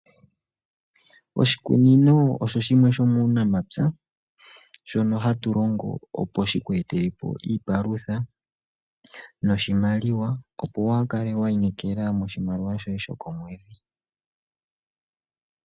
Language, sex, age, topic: Oshiwambo, male, 25-35, agriculture